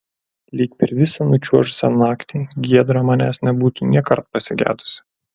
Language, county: Lithuanian, Klaipėda